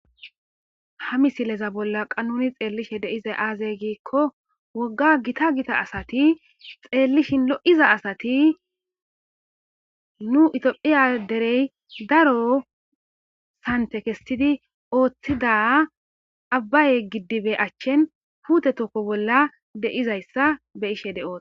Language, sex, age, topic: Gamo, female, 18-24, agriculture